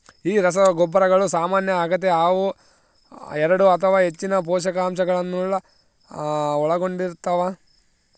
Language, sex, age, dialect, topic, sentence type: Kannada, male, 25-30, Central, agriculture, statement